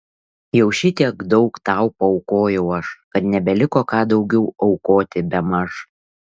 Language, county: Lithuanian, Šiauliai